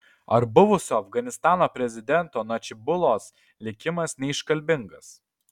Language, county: Lithuanian, Alytus